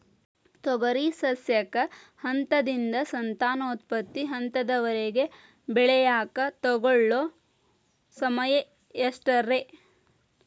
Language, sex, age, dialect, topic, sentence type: Kannada, female, 36-40, Dharwad Kannada, agriculture, question